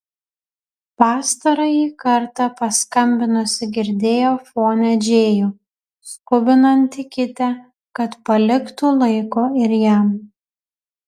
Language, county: Lithuanian, Kaunas